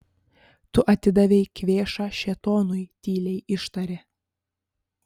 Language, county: Lithuanian, Panevėžys